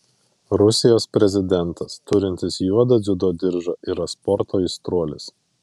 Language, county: Lithuanian, Vilnius